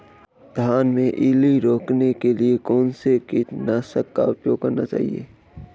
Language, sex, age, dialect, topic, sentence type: Hindi, male, 18-24, Marwari Dhudhari, agriculture, question